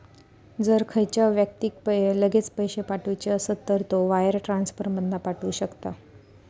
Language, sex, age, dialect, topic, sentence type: Marathi, female, 25-30, Southern Konkan, banking, statement